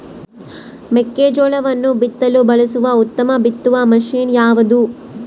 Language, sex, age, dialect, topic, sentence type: Kannada, female, 25-30, Central, agriculture, question